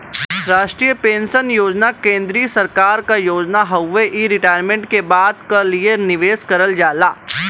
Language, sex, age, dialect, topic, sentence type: Bhojpuri, male, 18-24, Western, banking, statement